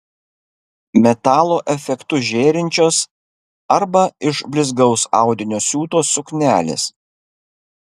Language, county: Lithuanian, Kaunas